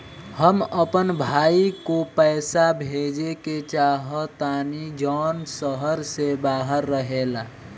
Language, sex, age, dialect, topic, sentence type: Bhojpuri, male, <18, Northern, banking, statement